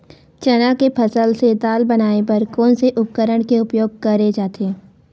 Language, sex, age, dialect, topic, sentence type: Chhattisgarhi, female, 18-24, Western/Budati/Khatahi, agriculture, question